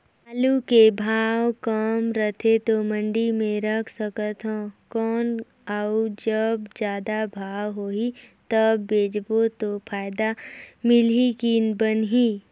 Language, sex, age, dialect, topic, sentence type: Chhattisgarhi, female, 56-60, Northern/Bhandar, agriculture, question